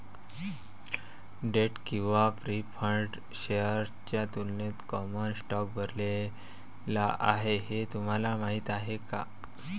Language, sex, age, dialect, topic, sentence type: Marathi, male, 25-30, Varhadi, banking, statement